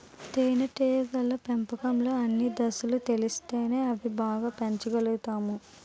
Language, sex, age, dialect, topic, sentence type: Telugu, female, 18-24, Utterandhra, agriculture, statement